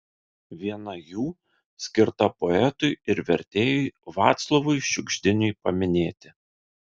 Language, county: Lithuanian, Vilnius